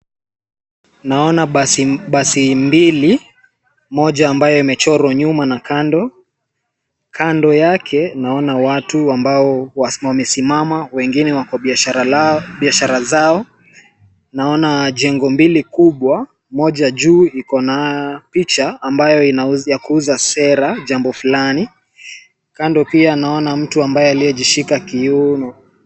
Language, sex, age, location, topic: Swahili, male, 18-24, Nairobi, government